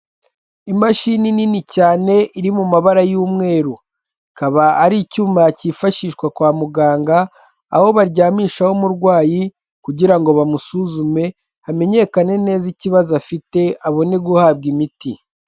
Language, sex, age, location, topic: Kinyarwanda, male, 18-24, Kigali, health